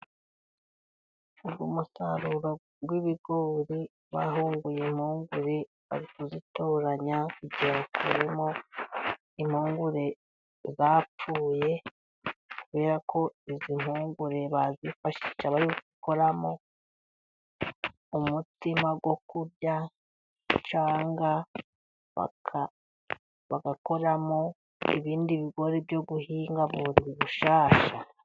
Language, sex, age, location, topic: Kinyarwanda, female, 36-49, Burera, agriculture